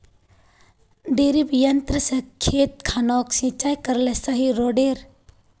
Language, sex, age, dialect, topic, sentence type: Magahi, female, 18-24, Northeastern/Surjapuri, agriculture, question